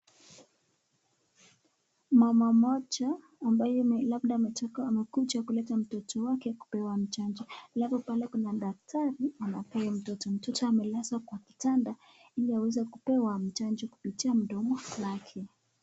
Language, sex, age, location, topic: Swahili, female, 25-35, Nakuru, health